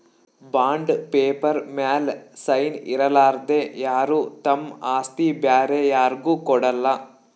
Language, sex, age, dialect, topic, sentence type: Kannada, male, 18-24, Northeastern, banking, statement